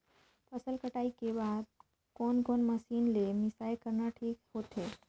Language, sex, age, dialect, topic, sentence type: Chhattisgarhi, female, 25-30, Northern/Bhandar, agriculture, question